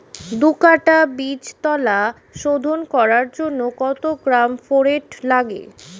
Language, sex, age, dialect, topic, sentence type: Bengali, female, 25-30, Standard Colloquial, agriculture, question